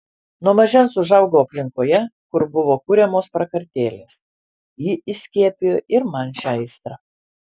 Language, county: Lithuanian, Alytus